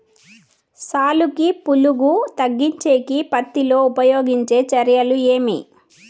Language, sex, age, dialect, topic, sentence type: Telugu, female, 46-50, Southern, agriculture, question